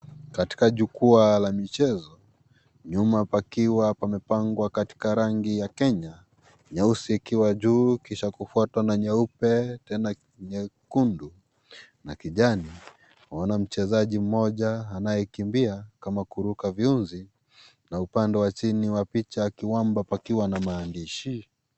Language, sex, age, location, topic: Swahili, male, 25-35, Kisii, education